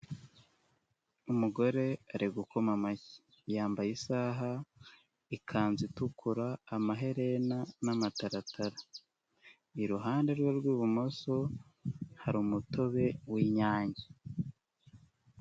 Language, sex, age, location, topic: Kinyarwanda, male, 18-24, Nyagatare, government